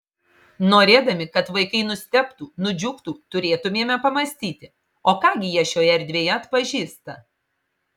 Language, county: Lithuanian, Marijampolė